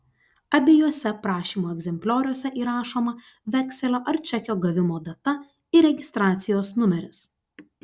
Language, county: Lithuanian, Klaipėda